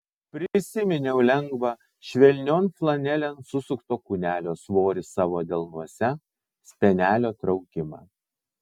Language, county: Lithuanian, Vilnius